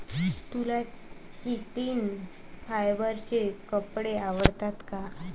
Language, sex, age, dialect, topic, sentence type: Marathi, male, 18-24, Varhadi, agriculture, statement